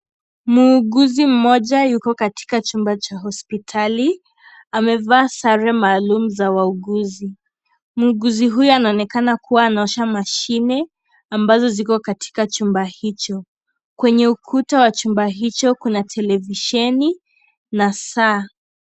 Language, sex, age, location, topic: Swahili, female, 25-35, Kisii, health